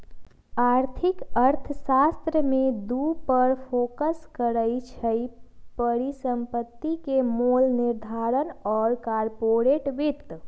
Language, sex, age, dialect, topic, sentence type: Magahi, female, 25-30, Western, banking, statement